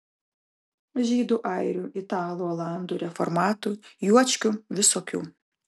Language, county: Lithuanian, Kaunas